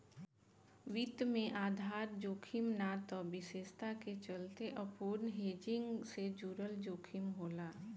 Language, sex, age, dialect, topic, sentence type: Bhojpuri, female, 41-45, Southern / Standard, banking, statement